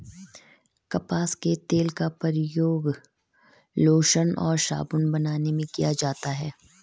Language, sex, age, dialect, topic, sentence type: Hindi, female, 25-30, Garhwali, agriculture, statement